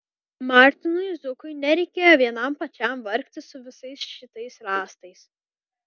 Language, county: Lithuanian, Kaunas